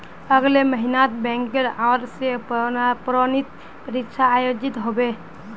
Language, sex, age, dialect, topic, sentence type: Magahi, female, 18-24, Northeastern/Surjapuri, banking, statement